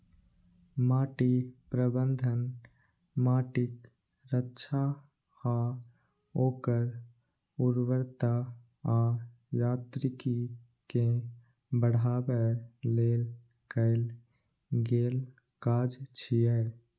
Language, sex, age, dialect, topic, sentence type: Maithili, male, 18-24, Eastern / Thethi, agriculture, statement